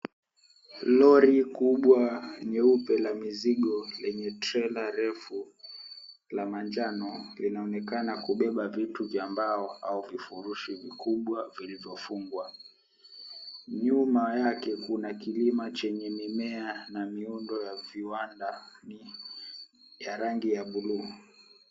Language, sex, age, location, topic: Swahili, male, 18-24, Mombasa, government